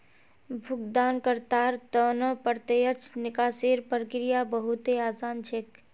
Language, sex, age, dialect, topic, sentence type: Magahi, male, 18-24, Northeastern/Surjapuri, banking, statement